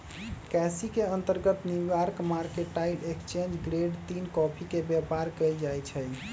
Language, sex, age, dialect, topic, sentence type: Magahi, male, 18-24, Western, agriculture, statement